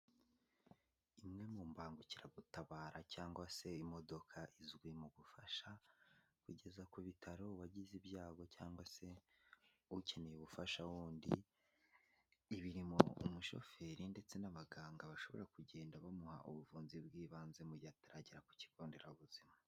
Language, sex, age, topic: Kinyarwanda, male, 18-24, health